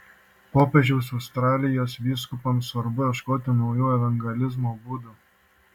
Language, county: Lithuanian, Šiauliai